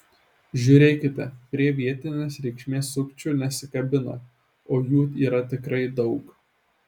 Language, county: Lithuanian, Šiauliai